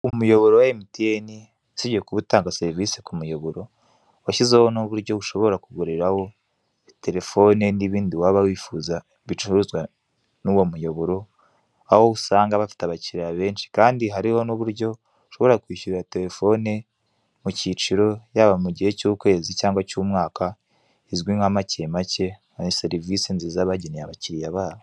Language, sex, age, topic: Kinyarwanda, male, 18-24, finance